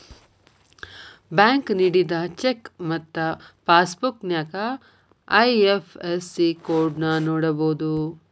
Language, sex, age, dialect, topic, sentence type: Kannada, female, 25-30, Dharwad Kannada, banking, statement